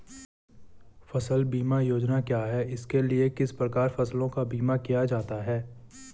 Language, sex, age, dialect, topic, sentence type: Hindi, male, 18-24, Garhwali, agriculture, question